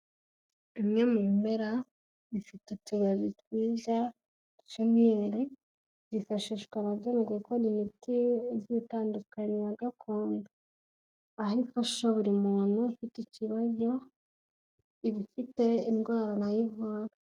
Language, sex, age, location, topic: Kinyarwanda, female, 18-24, Kigali, health